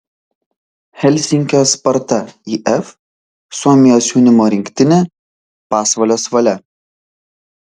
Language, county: Lithuanian, Vilnius